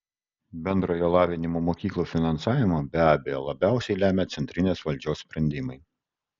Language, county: Lithuanian, Kaunas